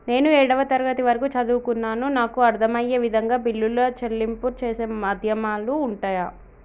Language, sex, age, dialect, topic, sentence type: Telugu, male, 36-40, Telangana, banking, question